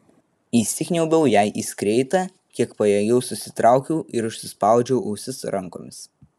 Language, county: Lithuanian, Vilnius